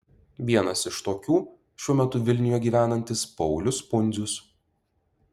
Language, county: Lithuanian, Utena